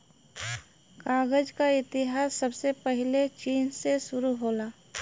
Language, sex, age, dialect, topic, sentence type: Bhojpuri, female, 31-35, Western, agriculture, statement